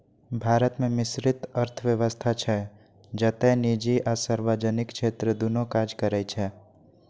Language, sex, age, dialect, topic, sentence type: Maithili, male, 18-24, Eastern / Thethi, banking, statement